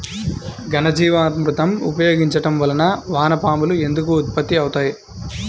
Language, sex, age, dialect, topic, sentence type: Telugu, male, 25-30, Central/Coastal, agriculture, question